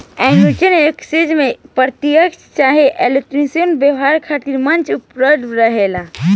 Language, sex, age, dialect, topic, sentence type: Bhojpuri, female, <18, Southern / Standard, banking, statement